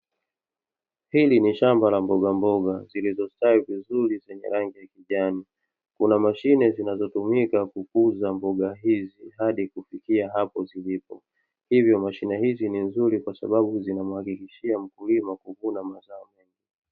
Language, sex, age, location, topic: Swahili, male, 25-35, Dar es Salaam, agriculture